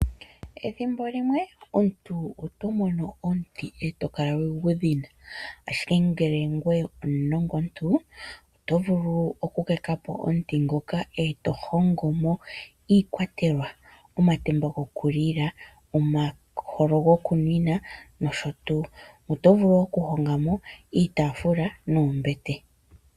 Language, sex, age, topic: Oshiwambo, female, 25-35, finance